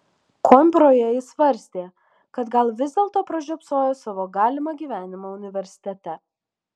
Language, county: Lithuanian, Alytus